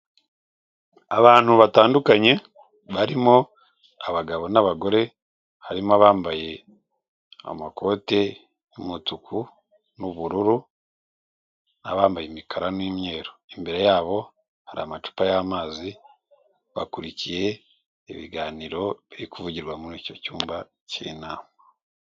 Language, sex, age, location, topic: Kinyarwanda, male, 36-49, Kigali, government